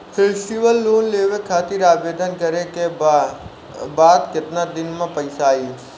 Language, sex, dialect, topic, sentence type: Bhojpuri, male, Southern / Standard, banking, question